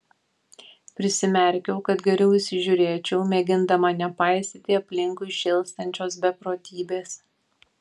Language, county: Lithuanian, Vilnius